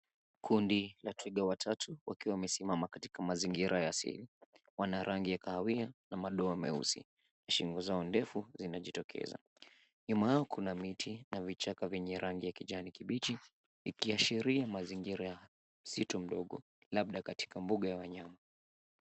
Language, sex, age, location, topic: Swahili, male, 18-24, Nairobi, government